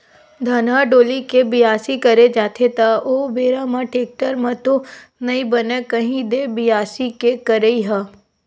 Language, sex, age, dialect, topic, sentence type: Chhattisgarhi, female, 51-55, Western/Budati/Khatahi, agriculture, statement